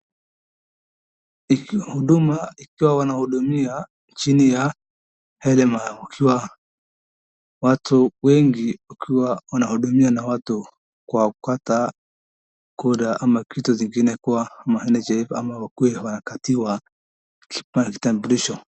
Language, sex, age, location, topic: Swahili, male, 18-24, Wajir, government